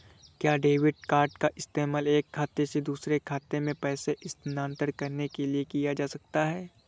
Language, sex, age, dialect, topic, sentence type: Hindi, male, 25-30, Awadhi Bundeli, banking, question